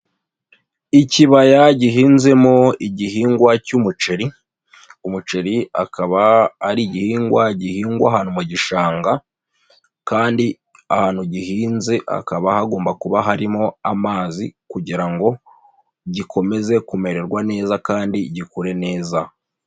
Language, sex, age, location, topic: Kinyarwanda, female, 25-35, Nyagatare, agriculture